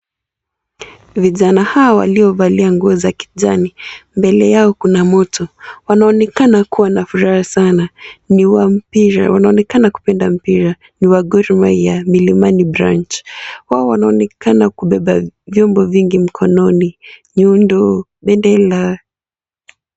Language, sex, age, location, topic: Swahili, female, 18-24, Kisii, government